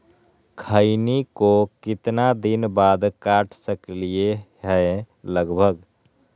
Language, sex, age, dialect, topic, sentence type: Magahi, male, 18-24, Western, agriculture, question